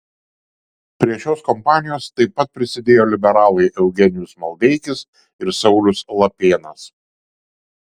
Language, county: Lithuanian, Šiauliai